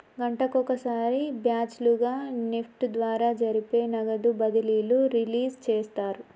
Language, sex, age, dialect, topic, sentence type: Telugu, female, 25-30, Telangana, banking, statement